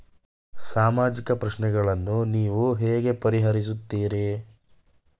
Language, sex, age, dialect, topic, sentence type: Kannada, male, 18-24, Mysore Kannada, banking, question